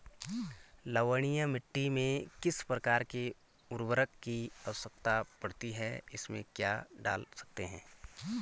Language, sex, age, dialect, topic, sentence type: Hindi, male, 31-35, Garhwali, agriculture, question